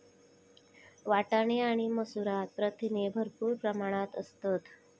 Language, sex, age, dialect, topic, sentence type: Marathi, female, 25-30, Southern Konkan, agriculture, statement